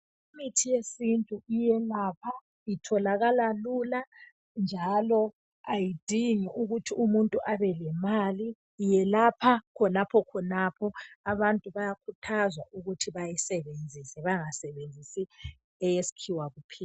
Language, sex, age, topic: North Ndebele, male, 25-35, health